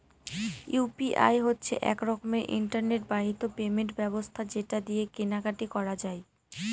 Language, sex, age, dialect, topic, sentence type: Bengali, female, 18-24, Northern/Varendri, banking, statement